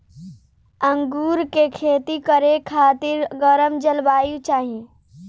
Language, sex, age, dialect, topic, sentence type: Bhojpuri, male, 18-24, Northern, agriculture, statement